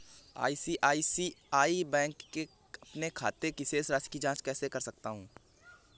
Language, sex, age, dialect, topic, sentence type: Hindi, male, 18-24, Awadhi Bundeli, banking, question